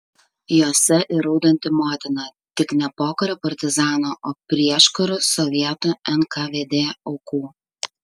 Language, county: Lithuanian, Kaunas